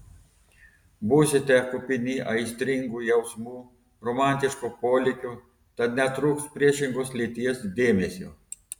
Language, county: Lithuanian, Telšiai